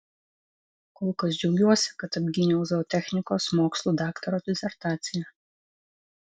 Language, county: Lithuanian, Vilnius